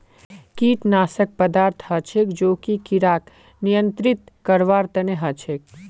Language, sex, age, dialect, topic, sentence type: Magahi, male, 18-24, Northeastern/Surjapuri, agriculture, statement